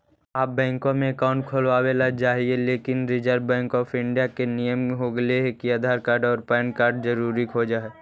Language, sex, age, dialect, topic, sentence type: Magahi, male, 51-55, Central/Standard, banking, question